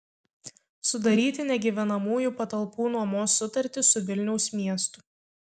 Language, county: Lithuanian, Kaunas